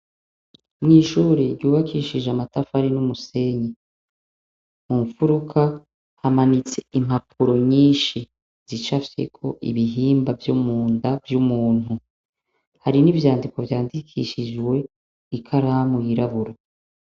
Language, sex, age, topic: Rundi, female, 36-49, education